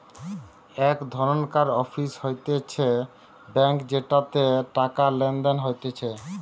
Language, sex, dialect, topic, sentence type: Bengali, male, Western, banking, statement